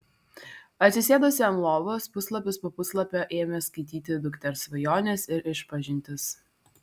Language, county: Lithuanian, Vilnius